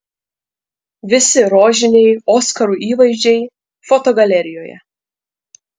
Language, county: Lithuanian, Panevėžys